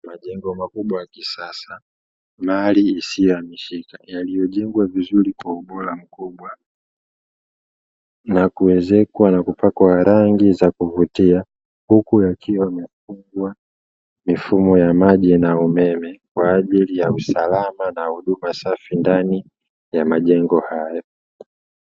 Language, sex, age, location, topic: Swahili, male, 25-35, Dar es Salaam, finance